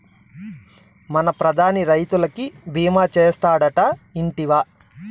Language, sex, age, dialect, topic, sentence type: Telugu, male, 31-35, Southern, agriculture, statement